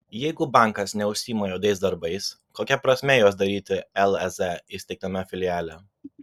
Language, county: Lithuanian, Vilnius